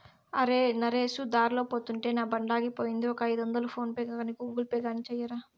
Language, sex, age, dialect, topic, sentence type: Telugu, female, 60-100, Southern, banking, statement